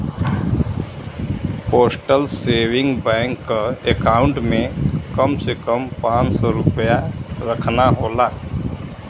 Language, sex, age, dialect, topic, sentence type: Bhojpuri, male, 25-30, Western, banking, statement